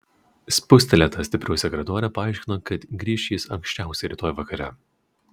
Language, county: Lithuanian, Utena